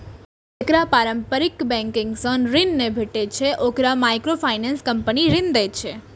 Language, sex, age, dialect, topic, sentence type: Maithili, female, 18-24, Eastern / Thethi, banking, statement